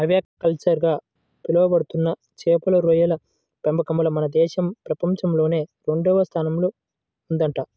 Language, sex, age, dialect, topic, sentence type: Telugu, male, 18-24, Central/Coastal, agriculture, statement